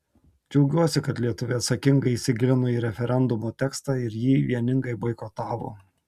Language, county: Lithuanian, Tauragė